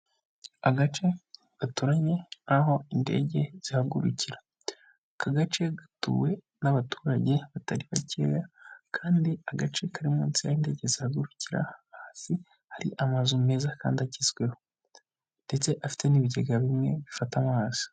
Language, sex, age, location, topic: Kinyarwanda, male, 25-35, Kigali, government